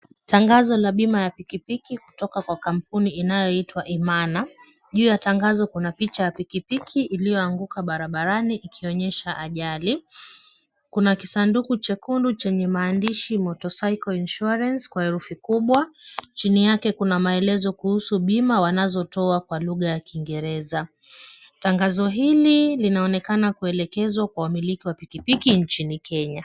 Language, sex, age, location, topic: Swahili, female, 25-35, Kisumu, finance